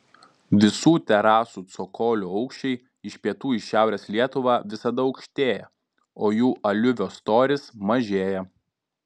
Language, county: Lithuanian, Klaipėda